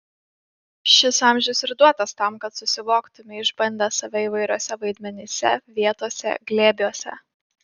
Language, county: Lithuanian, Panevėžys